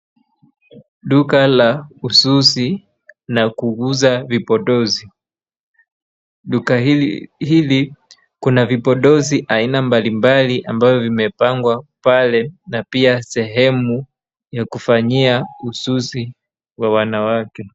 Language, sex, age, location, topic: Swahili, male, 25-35, Wajir, finance